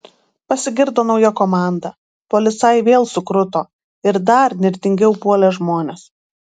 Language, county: Lithuanian, Vilnius